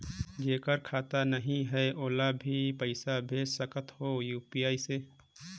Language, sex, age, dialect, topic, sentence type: Chhattisgarhi, male, 25-30, Northern/Bhandar, banking, question